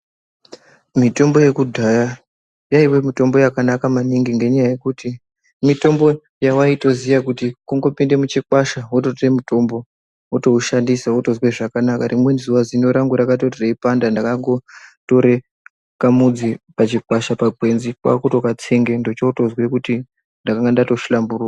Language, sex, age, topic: Ndau, female, 36-49, health